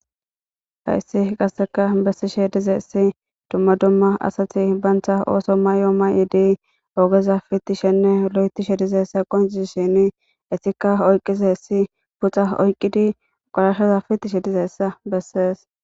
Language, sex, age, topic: Gamo, female, 25-35, government